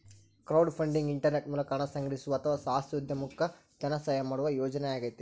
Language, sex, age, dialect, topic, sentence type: Kannada, male, 41-45, Central, banking, statement